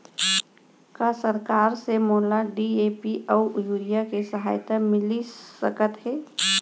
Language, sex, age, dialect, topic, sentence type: Chhattisgarhi, female, 41-45, Central, agriculture, question